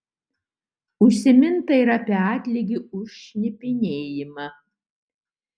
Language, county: Lithuanian, Utena